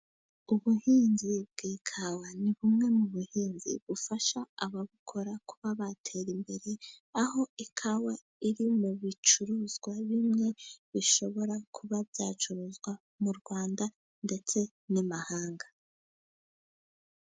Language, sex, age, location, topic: Kinyarwanda, female, 18-24, Musanze, agriculture